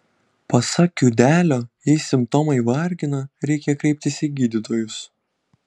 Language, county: Lithuanian, Kaunas